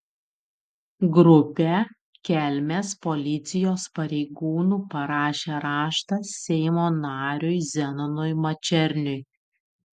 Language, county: Lithuanian, Utena